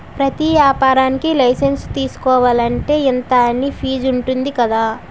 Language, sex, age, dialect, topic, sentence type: Telugu, female, 18-24, Utterandhra, banking, statement